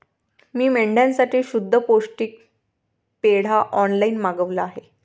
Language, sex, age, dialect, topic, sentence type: Marathi, female, 25-30, Varhadi, agriculture, statement